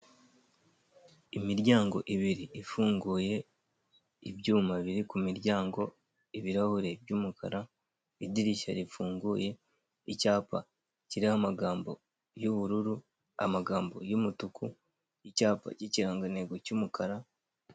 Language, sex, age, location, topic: Kinyarwanda, male, 18-24, Kigali, finance